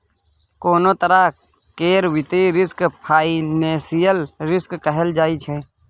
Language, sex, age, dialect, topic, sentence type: Maithili, male, 31-35, Bajjika, banking, statement